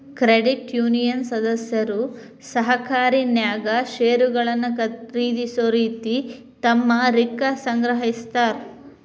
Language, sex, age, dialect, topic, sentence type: Kannada, female, 25-30, Dharwad Kannada, banking, statement